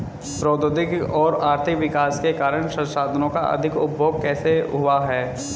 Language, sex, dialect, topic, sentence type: Hindi, male, Hindustani Malvi Khadi Boli, agriculture, question